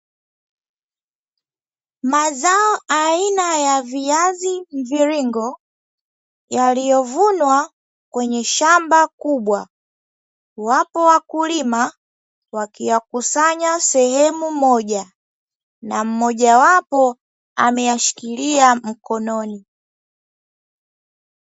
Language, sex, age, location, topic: Swahili, female, 25-35, Dar es Salaam, agriculture